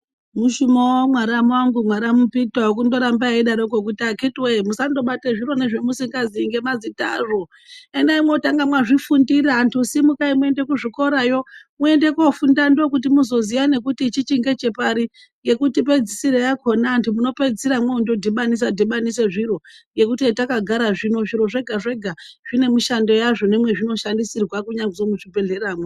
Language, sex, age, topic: Ndau, male, 36-49, health